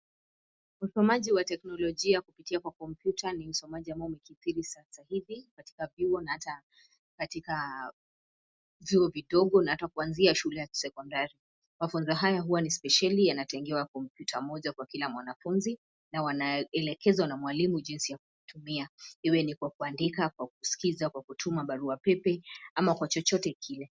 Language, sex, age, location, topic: Swahili, female, 25-35, Nairobi, education